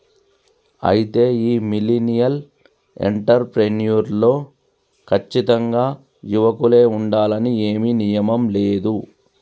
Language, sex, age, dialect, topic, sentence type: Telugu, male, 36-40, Telangana, banking, statement